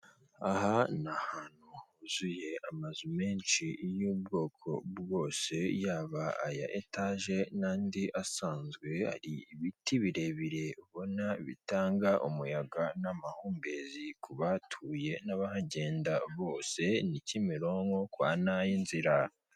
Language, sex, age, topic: Kinyarwanda, female, 18-24, government